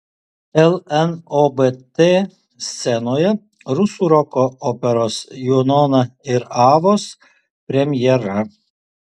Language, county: Lithuanian, Alytus